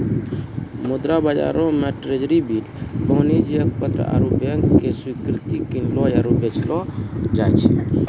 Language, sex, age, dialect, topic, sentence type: Maithili, male, 46-50, Angika, banking, statement